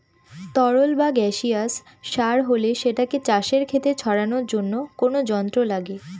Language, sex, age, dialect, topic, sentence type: Bengali, female, 18-24, Northern/Varendri, agriculture, statement